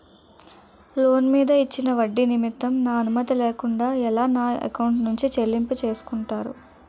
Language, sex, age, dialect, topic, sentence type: Telugu, female, 18-24, Utterandhra, banking, question